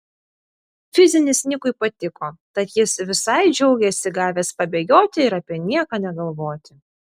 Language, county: Lithuanian, Vilnius